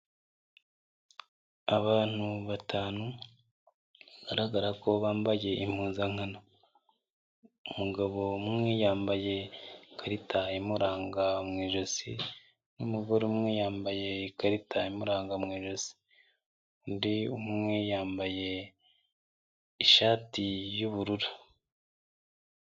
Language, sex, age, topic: Kinyarwanda, male, 25-35, health